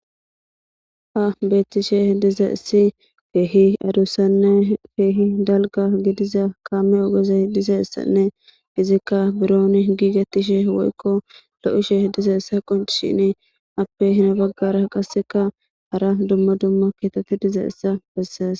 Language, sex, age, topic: Gamo, female, 18-24, government